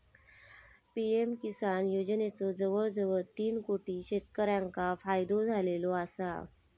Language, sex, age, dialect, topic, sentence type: Marathi, female, 25-30, Southern Konkan, agriculture, statement